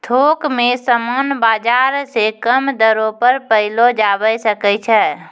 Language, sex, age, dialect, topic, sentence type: Maithili, female, 18-24, Angika, banking, statement